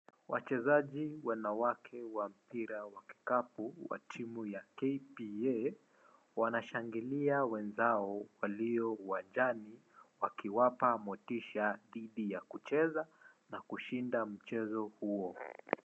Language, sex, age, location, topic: Swahili, male, 25-35, Wajir, government